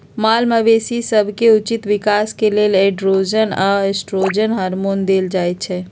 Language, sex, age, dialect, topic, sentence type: Magahi, female, 41-45, Western, agriculture, statement